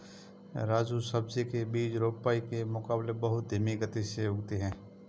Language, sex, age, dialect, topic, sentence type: Hindi, male, 31-35, Marwari Dhudhari, agriculture, statement